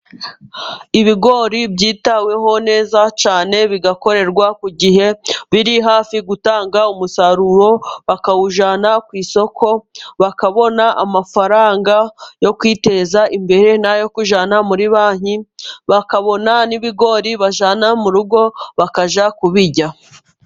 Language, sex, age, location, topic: Kinyarwanda, female, 25-35, Musanze, agriculture